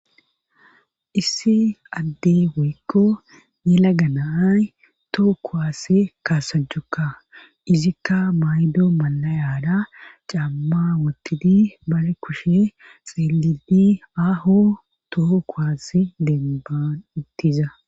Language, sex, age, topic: Gamo, female, 25-35, government